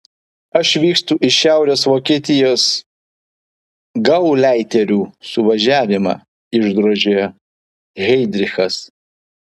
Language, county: Lithuanian, Vilnius